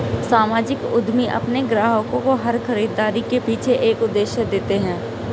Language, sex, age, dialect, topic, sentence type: Hindi, female, 25-30, Hindustani Malvi Khadi Boli, banking, statement